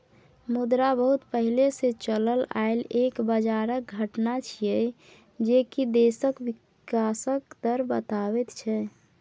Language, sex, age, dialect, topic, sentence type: Maithili, female, 41-45, Bajjika, banking, statement